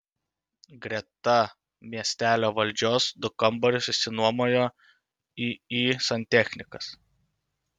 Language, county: Lithuanian, Utena